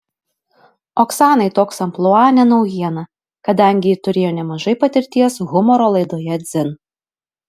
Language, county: Lithuanian, Telšiai